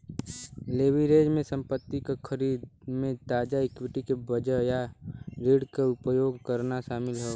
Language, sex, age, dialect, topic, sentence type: Bhojpuri, male, 18-24, Western, banking, statement